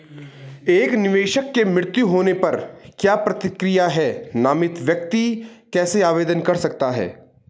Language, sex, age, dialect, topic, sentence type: Hindi, male, 18-24, Garhwali, banking, question